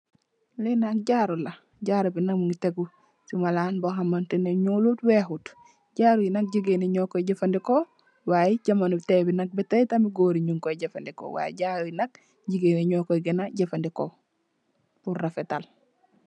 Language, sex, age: Wolof, female, 18-24